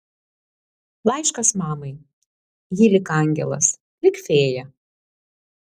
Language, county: Lithuanian, Vilnius